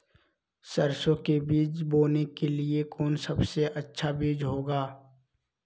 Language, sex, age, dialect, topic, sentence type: Magahi, male, 18-24, Western, agriculture, question